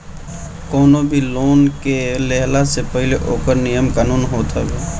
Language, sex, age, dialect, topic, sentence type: Bhojpuri, male, 18-24, Northern, banking, statement